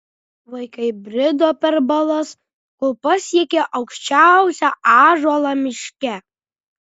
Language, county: Lithuanian, Kaunas